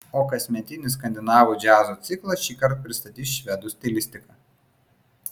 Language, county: Lithuanian, Vilnius